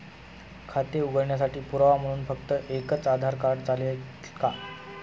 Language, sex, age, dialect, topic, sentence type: Marathi, male, 25-30, Standard Marathi, banking, question